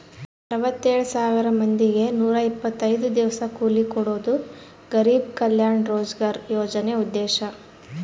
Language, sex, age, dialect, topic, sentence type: Kannada, female, 18-24, Central, banking, statement